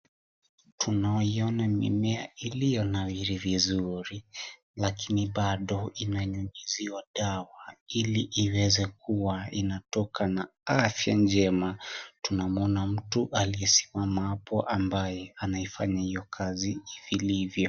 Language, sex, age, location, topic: Swahili, male, 18-24, Kisii, health